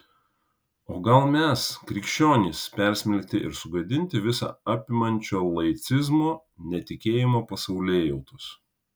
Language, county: Lithuanian, Kaunas